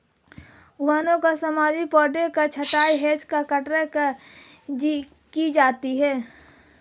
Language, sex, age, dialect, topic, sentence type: Hindi, female, 18-24, Marwari Dhudhari, agriculture, statement